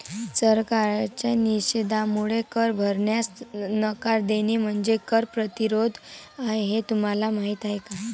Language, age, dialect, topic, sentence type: Marathi, <18, Varhadi, banking, statement